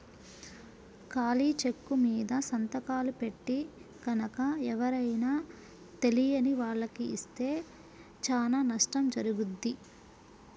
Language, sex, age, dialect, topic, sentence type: Telugu, female, 25-30, Central/Coastal, banking, statement